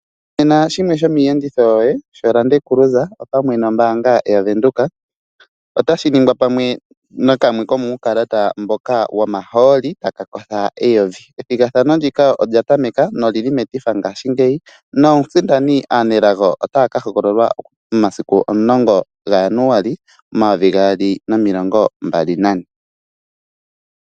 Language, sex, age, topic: Oshiwambo, male, 25-35, finance